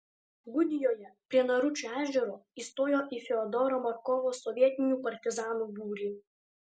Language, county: Lithuanian, Alytus